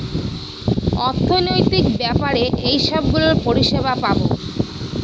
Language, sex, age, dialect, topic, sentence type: Bengali, female, 25-30, Northern/Varendri, banking, statement